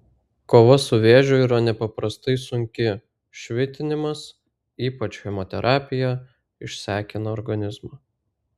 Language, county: Lithuanian, Vilnius